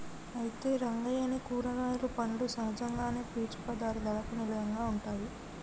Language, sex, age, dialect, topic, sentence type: Telugu, male, 18-24, Telangana, agriculture, statement